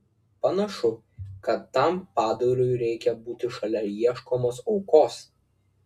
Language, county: Lithuanian, Klaipėda